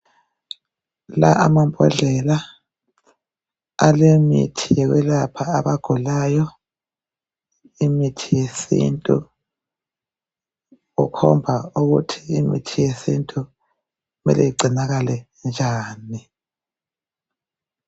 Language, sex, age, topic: North Ndebele, female, 50+, health